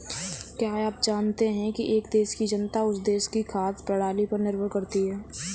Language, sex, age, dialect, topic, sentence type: Hindi, female, 18-24, Kanauji Braj Bhasha, agriculture, statement